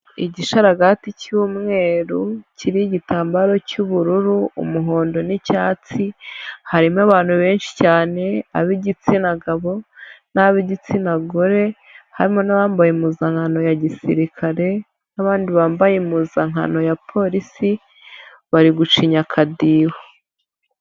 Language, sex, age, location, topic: Kinyarwanda, female, 25-35, Nyagatare, government